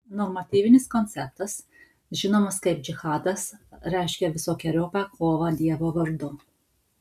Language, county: Lithuanian, Alytus